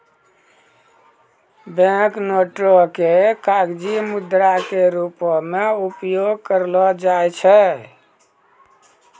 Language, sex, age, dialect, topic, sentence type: Maithili, male, 56-60, Angika, banking, statement